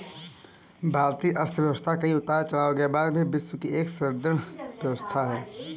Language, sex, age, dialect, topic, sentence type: Hindi, male, 18-24, Kanauji Braj Bhasha, banking, statement